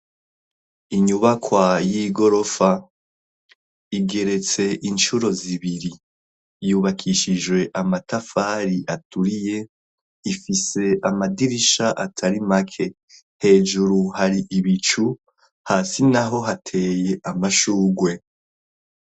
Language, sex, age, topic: Rundi, male, 25-35, education